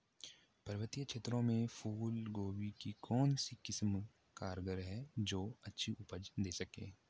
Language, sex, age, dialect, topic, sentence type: Hindi, male, 18-24, Garhwali, agriculture, question